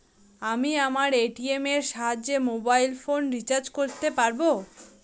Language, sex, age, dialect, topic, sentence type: Bengali, female, 18-24, Northern/Varendri, banking, question